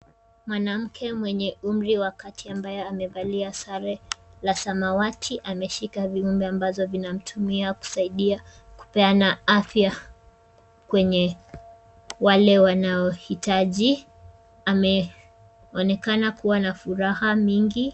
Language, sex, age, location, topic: Swahili, female, 18-24, Kisumu, health